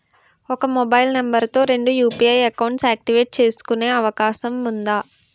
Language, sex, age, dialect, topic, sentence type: Telugu, female, 18-24, Utterandhra, banking, question